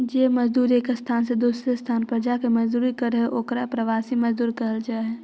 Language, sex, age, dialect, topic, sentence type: Magahi, female, 25-30, Central/Standard, banking, statement